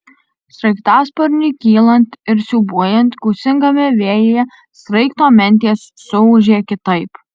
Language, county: Lithuanian, Alytus